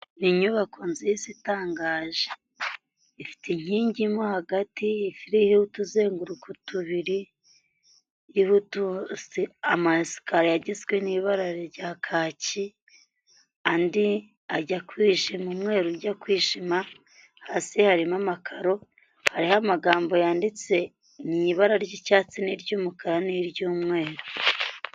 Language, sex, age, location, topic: Kinyarwanda, female, 25-35, Huye, health